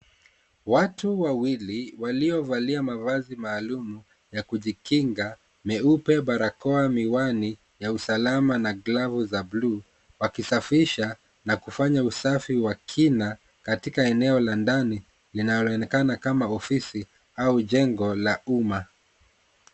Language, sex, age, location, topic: Swahili, male, 36-49, Kisumu, health